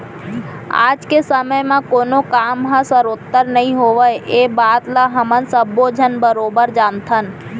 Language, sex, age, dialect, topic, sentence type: Chhattisgarhi, female, 25-30, Central, banking, statement